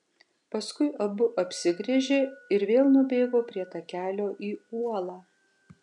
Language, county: Lithuanian, Kaunas